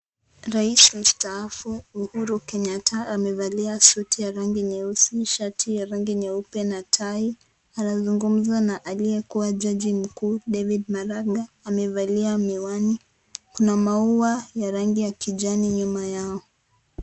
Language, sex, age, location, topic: Swahili, female, 18-24, Kisii, government